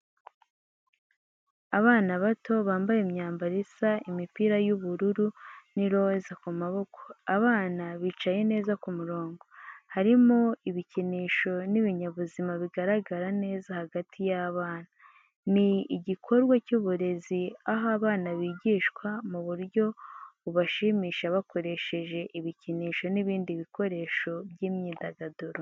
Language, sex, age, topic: Kinyarwanda, female, 25-35, education